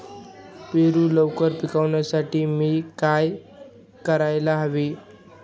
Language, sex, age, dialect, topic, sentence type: Marathi, male, 18-24, Northern Konkan, agriculture, question